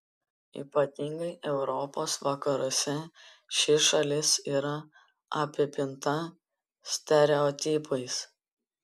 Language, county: Lithuanian, Panevėžys